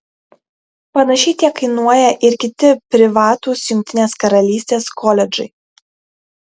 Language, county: Lithuanian, Kaunas